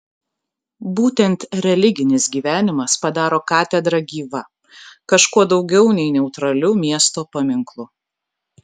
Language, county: Lithuanian, Kaunas